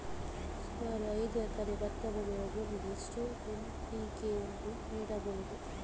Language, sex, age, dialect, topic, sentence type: Kannada, female, 18-24, Coastal/Dakshin, agriculture, question